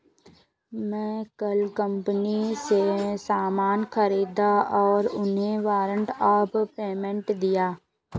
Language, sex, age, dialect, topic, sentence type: Hindi, female, 56-60, Kanauji Braj Bhasha, banking, statement